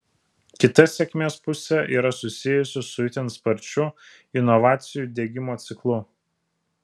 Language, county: Lithuanian, Vilnius